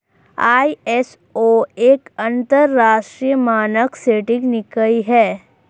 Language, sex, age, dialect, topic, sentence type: Hindi, female, 18-24, Hindustani Malvi Khadi Boli, banking, statement